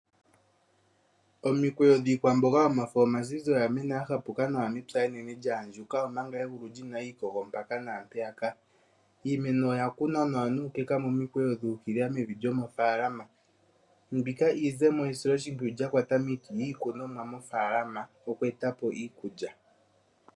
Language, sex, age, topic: Oshiwambo, male, 18-24, agriculture